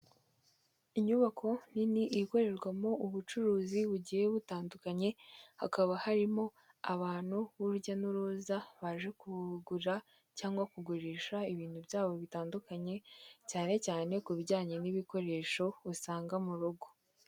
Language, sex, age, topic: Kinyarwanda, female, 25-35, finance